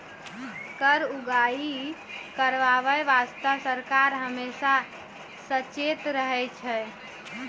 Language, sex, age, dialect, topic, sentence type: Maithili, female, 18-24, Angika, banking, statement